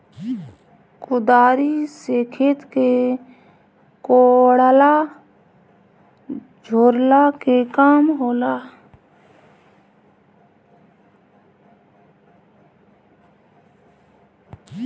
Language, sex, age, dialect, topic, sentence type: Bhojpuri, female, 31-35, Northern, agriculture, statement